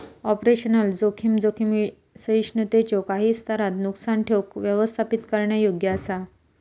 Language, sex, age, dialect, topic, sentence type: Marathi, female, 25-30, Southern Konkan, banking, statement